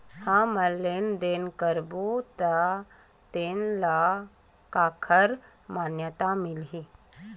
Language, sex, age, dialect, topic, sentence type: Chhattisgarhi, female, 31-35, Western/Budati/Khatahi, banking, question